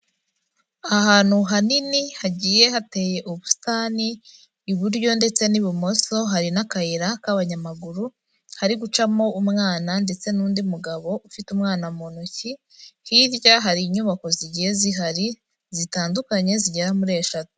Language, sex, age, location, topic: Kinyarwanda, female, 18-24, Kigali, health